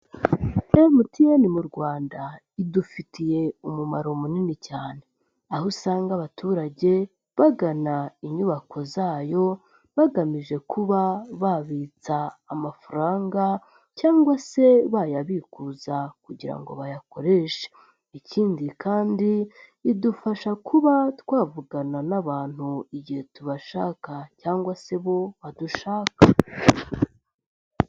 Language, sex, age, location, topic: Kinyarwanda, female, 18-24, Nyagatare, finance